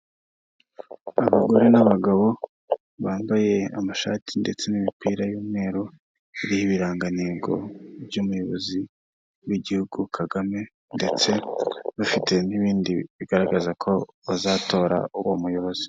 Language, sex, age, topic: Kinyarwanda, female, 18-24, government